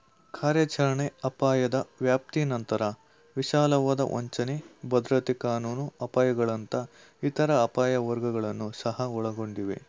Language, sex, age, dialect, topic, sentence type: Kannada, male, 18-24, Mysore Kannada, banking, statement